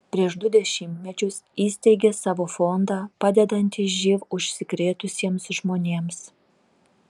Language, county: Lithuanian, Telšiai